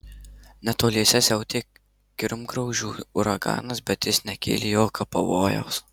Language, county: Lithuanian, Marijampolė